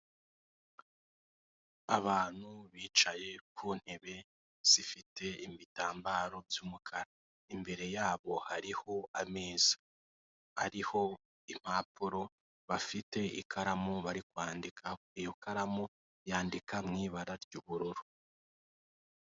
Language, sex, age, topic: Kinyarwanda, male, 18-24, government